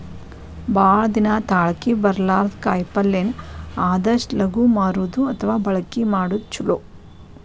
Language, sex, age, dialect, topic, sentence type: Kannada, female, 36-40, Dharwad Kannada, agriculture, statement